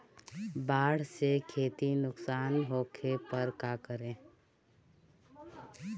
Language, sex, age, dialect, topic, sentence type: Bhojpuri, female, 25-30, Northern, agriculture, question